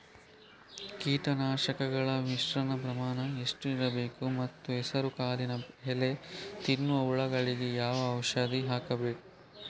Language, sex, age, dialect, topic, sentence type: Kannada, male, 25-30, Coastal/Dakshin, agriculture, question